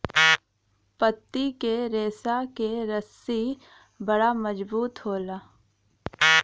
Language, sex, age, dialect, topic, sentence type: Bhojpuri, female, 25-30, Western, agriculture, statement